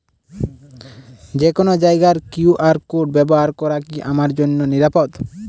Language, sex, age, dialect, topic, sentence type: Bengali, male, 18-24, Jharkhandi, banking, question